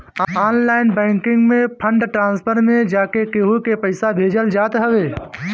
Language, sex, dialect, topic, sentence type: Bhojpuri, male, Northern, banking, statement